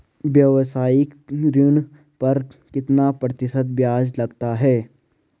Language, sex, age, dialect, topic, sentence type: Hindi, male, 18-24, Garhwali, banking, question